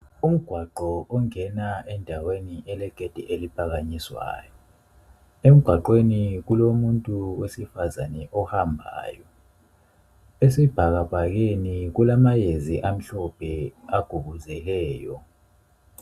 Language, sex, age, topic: North Ndebele, male, 25-35, health